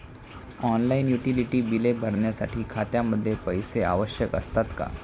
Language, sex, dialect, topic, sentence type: Marathi, male, Standard Marathi, banking, question